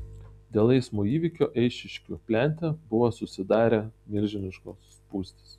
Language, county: Lithuanian, Tauragė